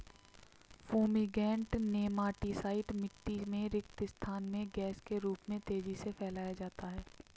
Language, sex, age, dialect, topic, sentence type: Hindi, female, 60-100, Marwari Dhudhari, agriculture, statement